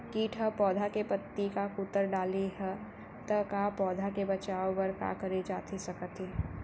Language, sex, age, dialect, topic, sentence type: Chhattisgarhi, female, 18-24, Central, agriculture, question